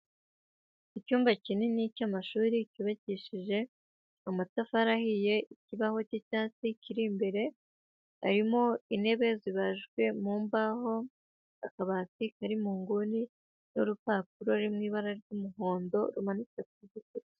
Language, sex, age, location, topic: Kinyarwanda, female, 25-35, Huye, education